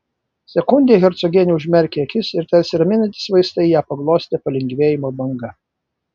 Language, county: Lithuanian, Vilnius